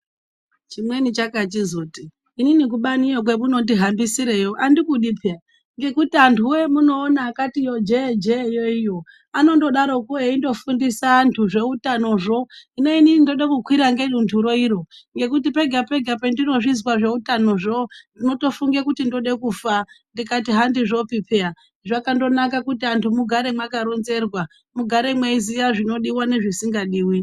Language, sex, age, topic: Ndau, female, 36-49, health